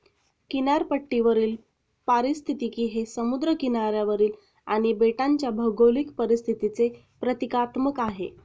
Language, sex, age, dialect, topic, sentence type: Marathi, female, 31-35, Standard Marathi, agriculture, statement